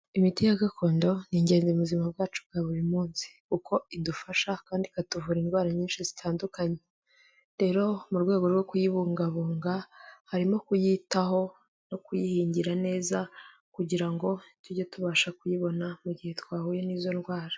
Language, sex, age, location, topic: Kinyarwanda, female, 18-24, Kigali, health